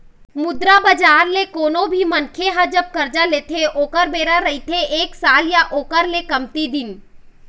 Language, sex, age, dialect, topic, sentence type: Chhattisgarhi, female, 25-30, Eastern, banking, statement